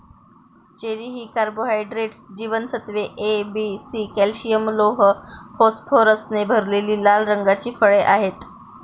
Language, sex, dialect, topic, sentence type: Marathi, female, Varhadi, agriculture, statement